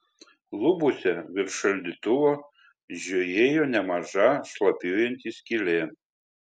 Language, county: Lithuanian, Telšiai